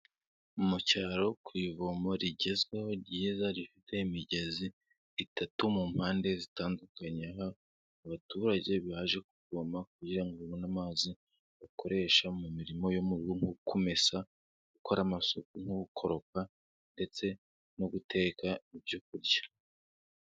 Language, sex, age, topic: Kinyarwanda, male, 18-24, health